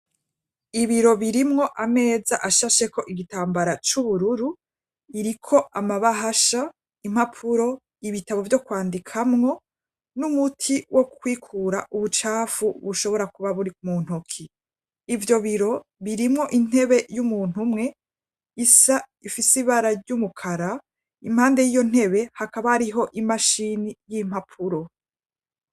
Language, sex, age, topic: Rundi, female, 25-35, education